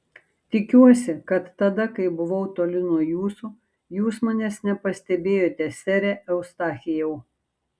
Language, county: Lithuanian, Šiauliai